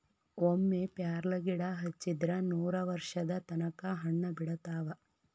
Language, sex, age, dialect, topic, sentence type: Kannada, female, 18-24, Dharwad Kannada, agriculture, statement